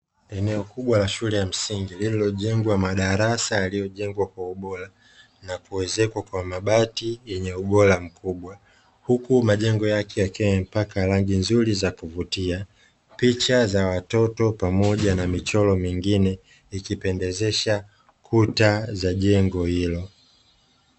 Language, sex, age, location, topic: Swahili, male, 25-35, Dar es Salaam, education